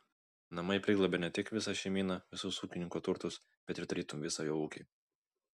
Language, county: Lithuanian, Vilnius